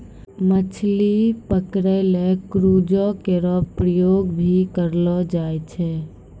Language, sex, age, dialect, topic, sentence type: Maithili, female, 18-24, Angika, agriculture, statement